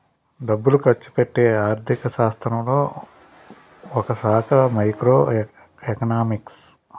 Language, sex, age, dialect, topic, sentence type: Telugu, male, 36-40, Utterandhra, banking, statement